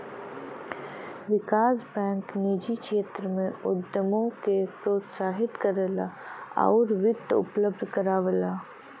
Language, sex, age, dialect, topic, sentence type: Bhojpuri, female, 25-30, Western, banking, statement